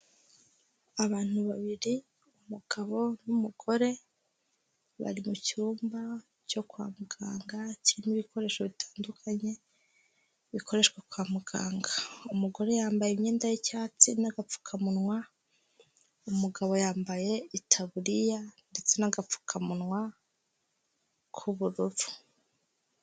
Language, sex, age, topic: Kinyarwanda, female, 25-35, agriculture